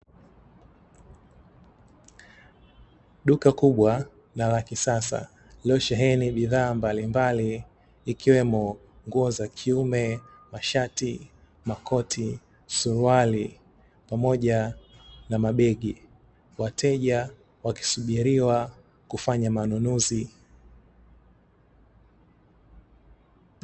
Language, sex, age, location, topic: Swahili, male, 25-35, Dar es Salaam, finance